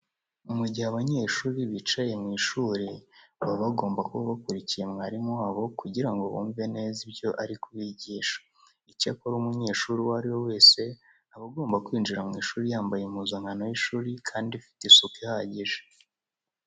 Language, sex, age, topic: Kinyarwanda, male, 18-24, education